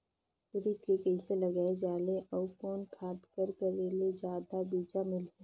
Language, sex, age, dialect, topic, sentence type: Chhattisgarhi, female, 31-35, Northern/Bhandar, agriculture, question